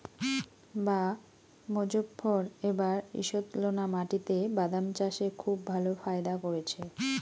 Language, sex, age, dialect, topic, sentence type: Bengali, female, 25-30, Rajbangshi, agriculture, question